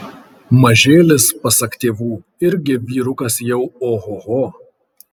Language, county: Lithuanian, Kaunas